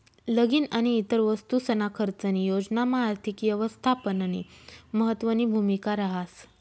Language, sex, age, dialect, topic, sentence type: Marathi, female, 36-40, Northern Konkan, banking, statement